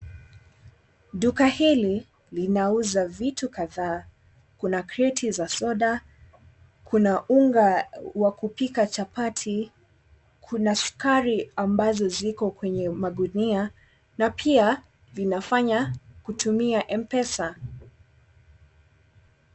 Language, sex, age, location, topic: Swahili, female, 18-24, Mombasa, finance